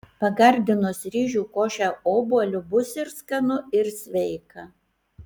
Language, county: Lithuanian, Kaunas